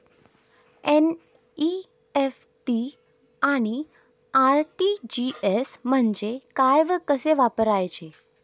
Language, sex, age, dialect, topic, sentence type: Marathi, female, 18-24, Standard Marathi, banking, question